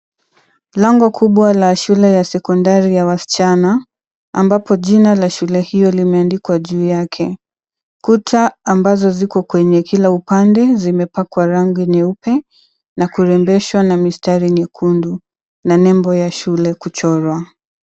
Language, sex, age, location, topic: Swahili, female, 25-35, Mombasa, education